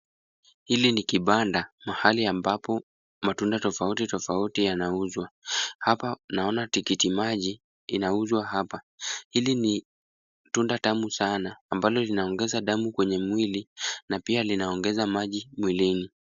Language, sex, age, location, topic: Swahili, male, 18-24, Kisumu, finance